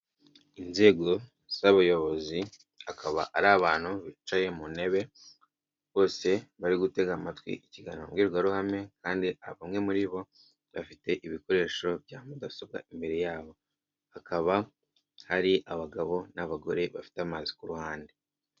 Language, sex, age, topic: Kinyarwanda, male, 18-24, government